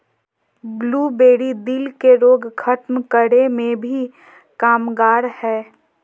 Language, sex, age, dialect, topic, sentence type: Magahi, female, 25-30, Southern, agriculture, statement